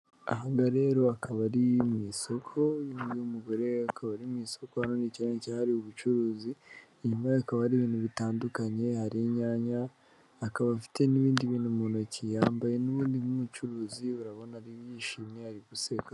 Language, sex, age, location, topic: Kinyarwanda, female, 18-24, Kigali, finance